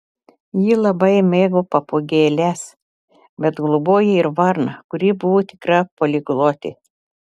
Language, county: Lithuanian, Telšiai